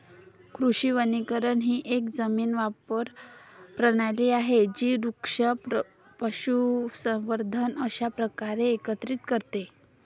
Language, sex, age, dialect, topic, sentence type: Marathi, male, 31-35, Varhadi, agriculture, statement